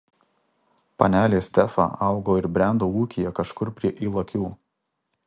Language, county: Lithuanian, Alytus